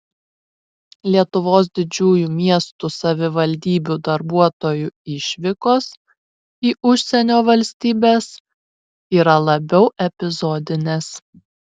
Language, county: Lithuanian, Šiauliai